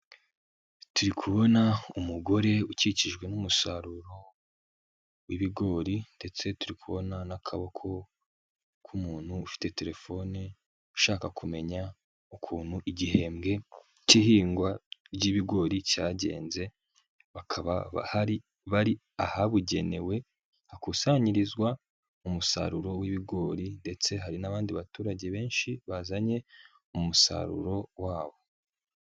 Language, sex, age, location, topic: Kinyarwanda, male, 18-24, Nyagatare, finance